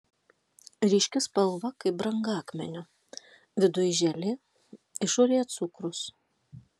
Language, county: Lithuanian, Alytus